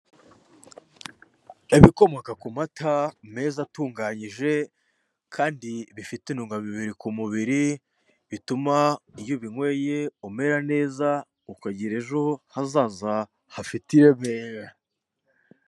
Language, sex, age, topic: Kinyarwanda, male, 18-24, finance